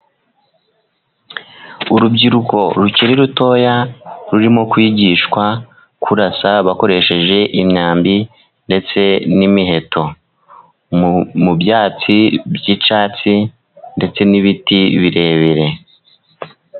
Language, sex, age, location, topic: Kinyarwanda, male, 36-49, Musanze, government